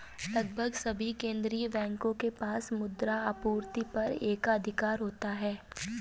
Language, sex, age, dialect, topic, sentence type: Hindi, female, 25-30, Awadhi Bundeli, banking, statement